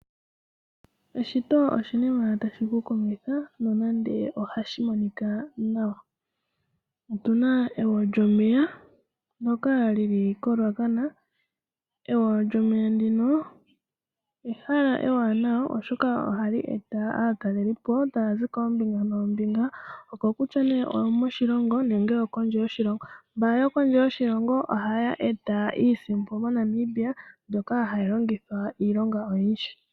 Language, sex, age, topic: Oshiwambo, female, 18-24, agriculture